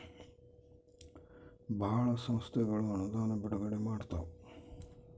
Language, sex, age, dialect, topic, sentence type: Kannada, male, 51-55, Central, banking, statement